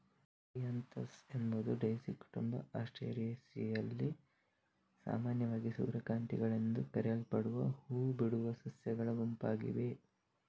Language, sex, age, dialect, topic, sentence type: Kannada, male, 18-24, Coastal/Dakshin, agriculture, statement